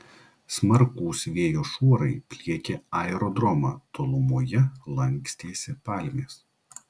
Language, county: Lithuanian, Klaipėda